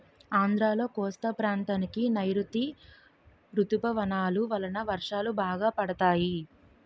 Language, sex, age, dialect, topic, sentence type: Telugu, female, 18-24, Utterandhra, agriculture, statement